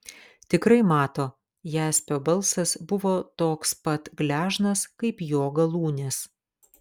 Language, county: Lithuanian, Kaunas